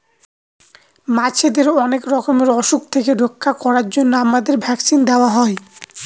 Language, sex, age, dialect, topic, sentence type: Bengali, male, 25-30, Northern/Varendri, agriculture, statement